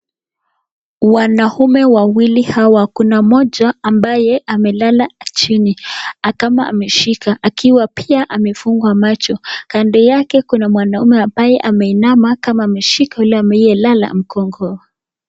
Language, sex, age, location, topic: Swahili, male, 25-35, Nakuru, education